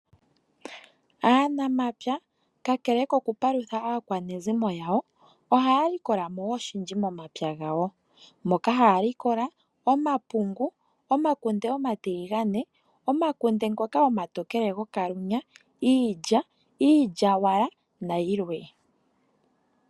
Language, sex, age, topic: Oshiwambo, female, 25-35, agriculture